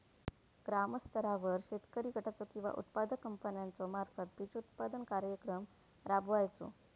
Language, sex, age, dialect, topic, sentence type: Marathi, female, 18-24, Southern Konkan, agriculture, question